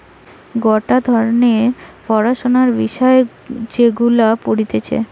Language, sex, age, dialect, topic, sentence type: Bengali, female, 18-24, Western, banking, statement